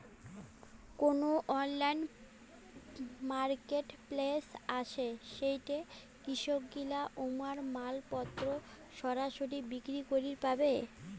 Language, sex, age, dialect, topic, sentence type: Bengali, female, 25-30, Rajbangshi, agriculture, statement